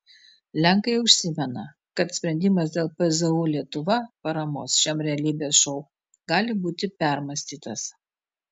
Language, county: Lithuanian, Telšiai